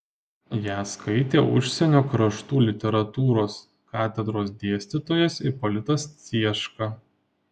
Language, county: Lithuanian, Panevėžys